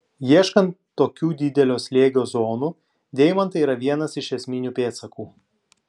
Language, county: Lithuanian, Klaipėda